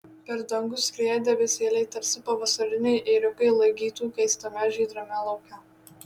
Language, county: Lithuanian, Marijampolė